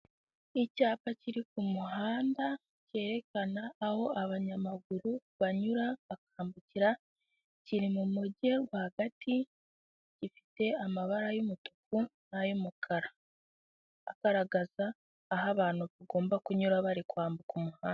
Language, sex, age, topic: Kinyarwanda, female, 18-24, government